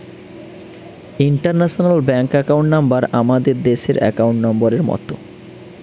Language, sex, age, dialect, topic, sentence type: Bengali, male, 31-35, Western, banking, statement